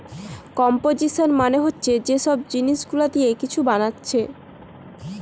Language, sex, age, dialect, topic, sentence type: Bengali, male, 18-24, Western, agriculture, statement